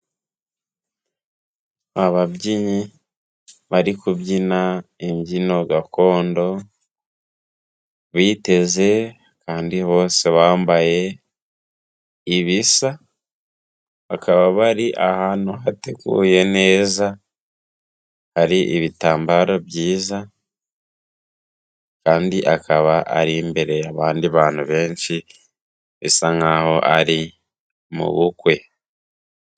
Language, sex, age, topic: Kinyarwanda, male, 18-24, government